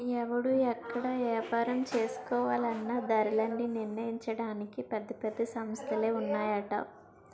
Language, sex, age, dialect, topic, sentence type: Telugu, female, 18-24, Utterandhra, banking, statement